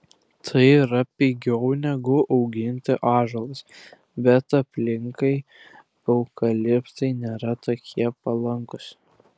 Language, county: Lithuanian, Klaipėda